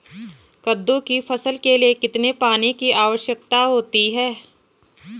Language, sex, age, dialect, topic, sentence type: Hindi, female, 31-35, Garhwali, agriculture, question